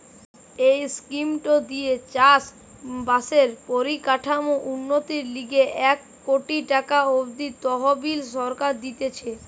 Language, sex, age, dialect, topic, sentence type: Bengali, male, 25-30, Western, agriculture, statement